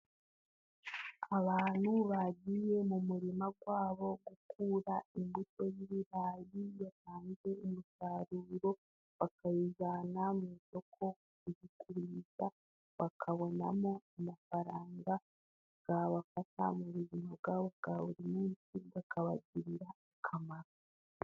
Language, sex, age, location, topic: Kinyarwanda, female, 18-24, Musanze, agriculture